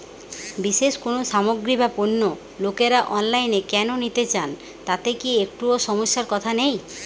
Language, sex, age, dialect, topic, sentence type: Bengali, female, 31-35, Jharkhandi, agriculture, question